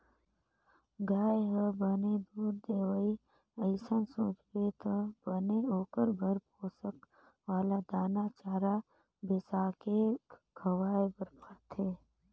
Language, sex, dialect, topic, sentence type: Chhattisgarhi, female, Northern/Bhandar, agriculture, statement